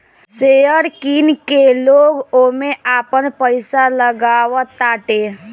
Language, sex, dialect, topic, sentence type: Bhojpuri, female, Northern, banking, statement